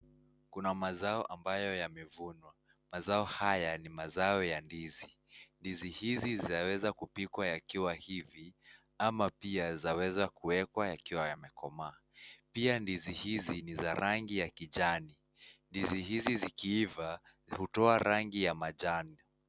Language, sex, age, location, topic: Swahili, male, 18-24, Nakuru, agriculture